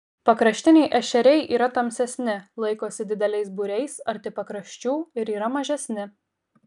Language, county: Lithuanian, Kaunas